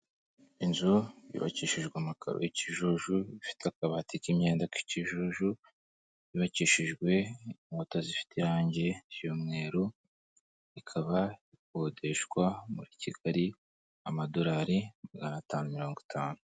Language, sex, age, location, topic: Kinyarwanda, male, 18-24, Kigali, finance